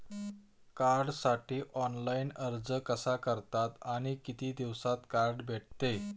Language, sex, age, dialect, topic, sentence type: Marathi, male, 41-45, Standard Marathi, banking, question